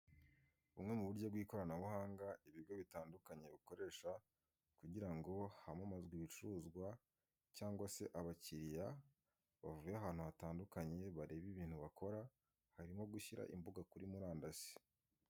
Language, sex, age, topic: Kinyarwanda, male, 18-24, finance